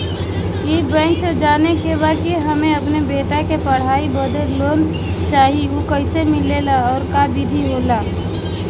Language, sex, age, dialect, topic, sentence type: Bhojpuri, female, 18-24, Western, banking, question